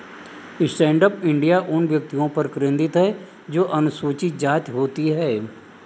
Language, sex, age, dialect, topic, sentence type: Hindi, male, 60-100, Marwari Dhudhari, banking, statement